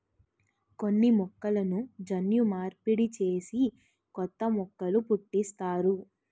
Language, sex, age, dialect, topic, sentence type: Telugu, female, 18-24, Utterandhra, agriculture, statement